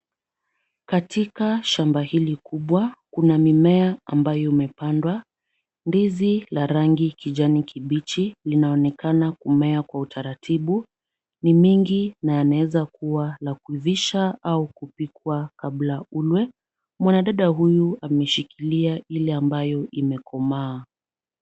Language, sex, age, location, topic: Swahili, female, 36-49, Kisumu, agriculture